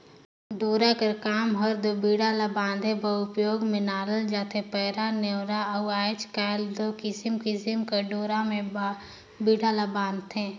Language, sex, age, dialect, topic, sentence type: Chhattisgarhi, female, 18-24, Northern/Bhandar, agriculture, statement